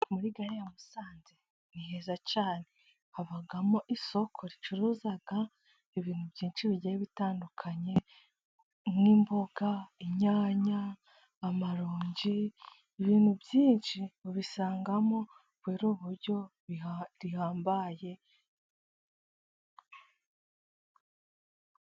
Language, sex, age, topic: Kinyarwanda, female, 18-24, finance